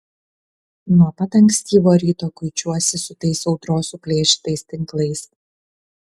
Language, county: Lithuanian, Kaunas